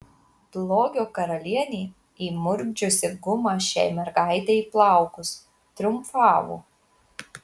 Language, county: Lithuanian, Marijampolė